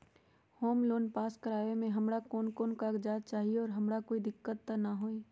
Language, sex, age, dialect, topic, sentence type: Magahi, female, 60-100, Western, banking, question